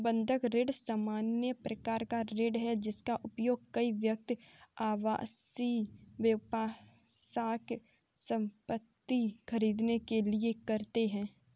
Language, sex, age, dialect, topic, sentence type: Hindi, female, 46-50, Kanauji Braj Bhasha, banking, statement